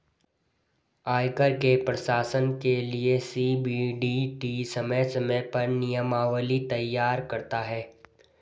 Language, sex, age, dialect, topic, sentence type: Hindi, male, 18-24, Garhwali, banking, statement